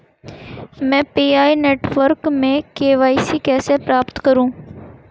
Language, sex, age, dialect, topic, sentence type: Hindi, female, 18-24, Hindustani Malvi Khadi Boli, banking, question